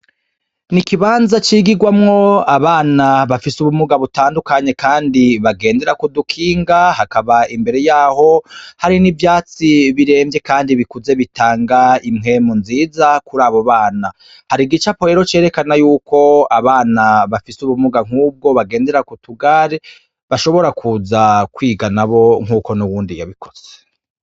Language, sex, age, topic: Rundi, male, 36-49, education